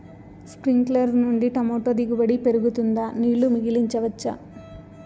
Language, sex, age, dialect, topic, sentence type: Telugu, female, 18-24, Southern, agriculture, question